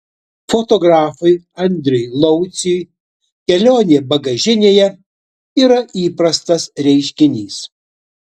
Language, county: Lithuanian, Utena